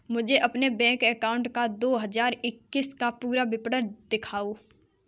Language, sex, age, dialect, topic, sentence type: Hindi, female, 18-24, Kanauji Braj Bhasha, banking, question